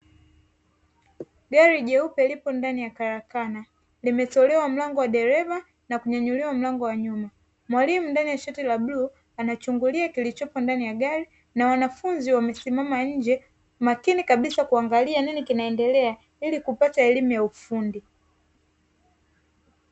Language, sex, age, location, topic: Swahili, female, 18-24, Dar es Salaam, education